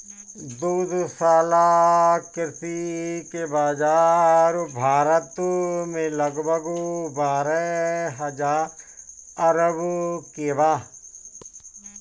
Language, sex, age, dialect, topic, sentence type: Bhojpuri, male, 36-40, Northern, agriculture, statement